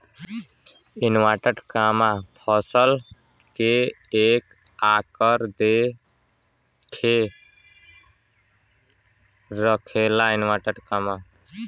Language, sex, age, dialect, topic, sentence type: Bhojpuri, male, <18, Western, agriculture, statement